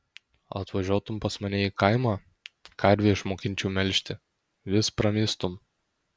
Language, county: Lithuanian, Kaunas